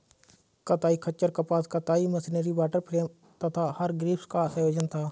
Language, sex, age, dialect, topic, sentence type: Hindi, male, 25-30, Kanauji Braj Bhasha, agriculture, statement